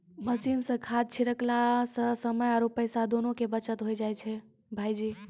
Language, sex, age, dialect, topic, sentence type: Maithili, female, 18-24, Angika, agriculture, statement